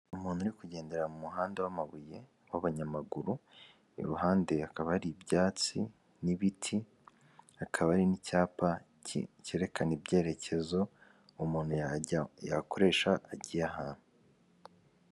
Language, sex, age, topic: Kinyarwanda, male, 18-24, government